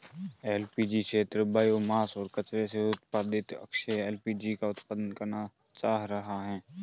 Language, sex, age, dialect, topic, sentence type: Hindi, male, 25-30, Marwari Dhudhari, agriculture, statement